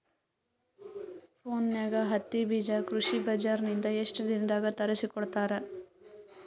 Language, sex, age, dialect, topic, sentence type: Kannada, female, 18-24, Northeastern, agriculture, question